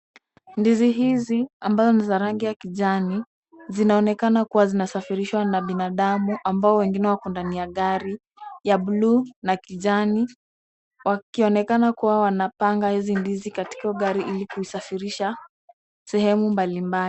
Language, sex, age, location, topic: Swahili, female, 18-24, Kisumu, agriculture